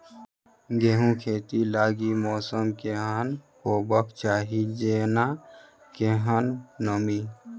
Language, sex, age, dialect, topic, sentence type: Maithili, male, 18-24, Southern/Standard, agriculture, question